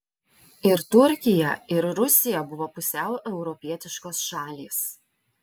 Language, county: Lithuanian, Vilnius